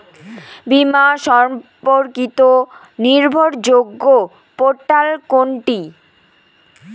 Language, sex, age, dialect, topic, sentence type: Bengali, female, 18-24, Rajbangshi, banking, question